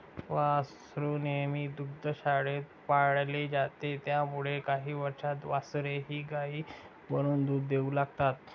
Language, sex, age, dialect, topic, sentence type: Marathi, male, 60-100, Standard Marathi, agriculture, statement